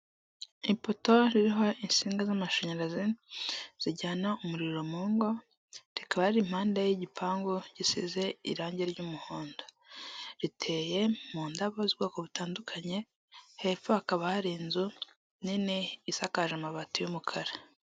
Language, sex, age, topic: Kinyarwanda, male, 18-24, government